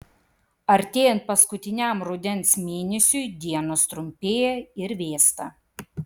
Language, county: Lithuanian, Kaunas